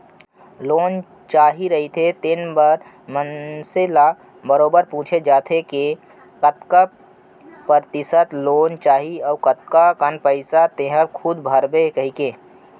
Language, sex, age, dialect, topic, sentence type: Chhattisgarhi, male, 25-30, Central, banking, statement